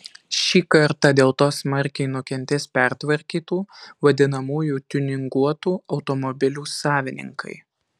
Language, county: Lithuanian, Alytus